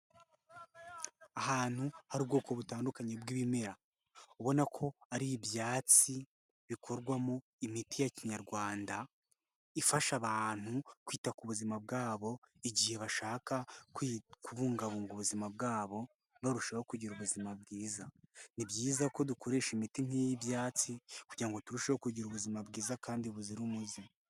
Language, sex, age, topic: Kinyarwanda, male, 18-24, health